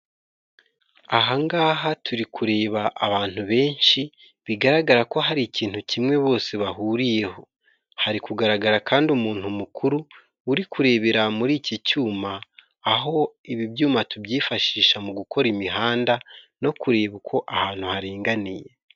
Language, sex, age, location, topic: Kinyarwanda, male, 25-35, Musanze, education